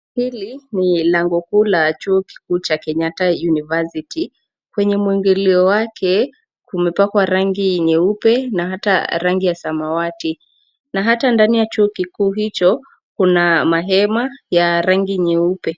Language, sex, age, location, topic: Swahili, female, 18-24, Nairobi, education